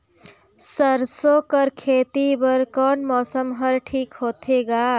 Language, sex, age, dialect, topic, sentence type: Chhattisgarhi, female, 56-60, Northern/Bhandar, agriculture, question